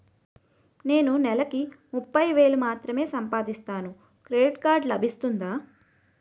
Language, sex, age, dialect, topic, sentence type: Telugu, female, 31-35, Utterandhra, banking, question